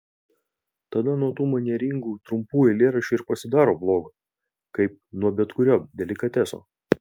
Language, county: Lithuanian, Vilnius